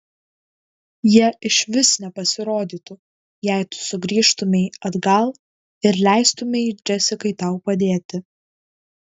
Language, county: Lithuanian, Kaunas